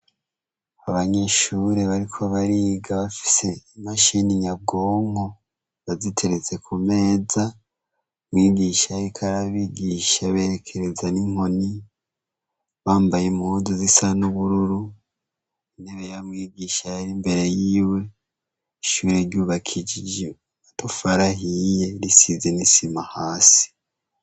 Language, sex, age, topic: Rundi, male, 18-24, education